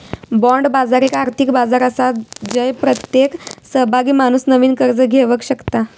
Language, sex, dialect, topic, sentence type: Marathi, female, Southern Konkan, banking, statement